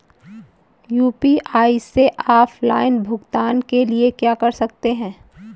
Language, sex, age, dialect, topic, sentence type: Hindi, female, 25-30, Awadhi Bundeli, banking, question